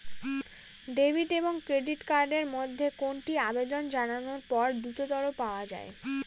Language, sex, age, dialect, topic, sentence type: Bengali, female, 18-24, Northern/Varendri, banking, question